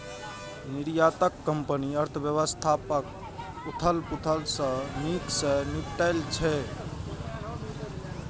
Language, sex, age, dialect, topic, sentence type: Maithili, male, 25-30, Eastern / Thethi, banking, statement